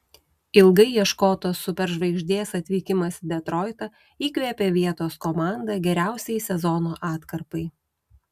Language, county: Lithuanian, Utena